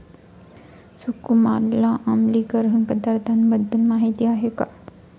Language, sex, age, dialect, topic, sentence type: Marathi, female, 25-30, Standard Marathi, agriculture, statement